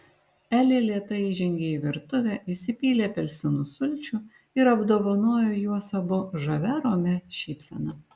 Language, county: Lithuanian, Šiauliai